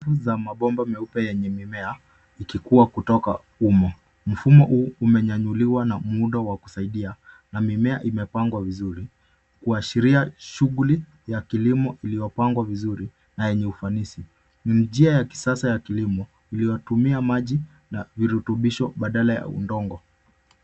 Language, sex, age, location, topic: Swahili, male, 25-35, Nairobi, agriculture